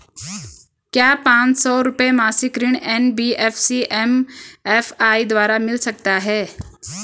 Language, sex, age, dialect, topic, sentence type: Hindi, female, 25-30, Garhwali, banking, question